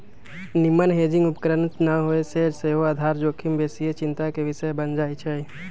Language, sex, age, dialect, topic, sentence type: Magahi, male, 18-24, Western, banking, statement